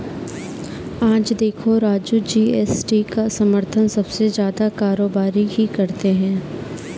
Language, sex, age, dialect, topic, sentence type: Hindi, female, 25-30, Kanauji Braj Bhasha, banking, statement